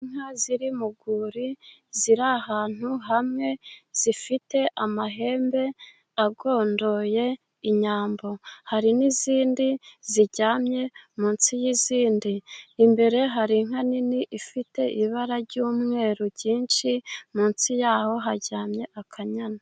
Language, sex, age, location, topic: Kinyarwanda, female, 25-35, Musanze, agriculture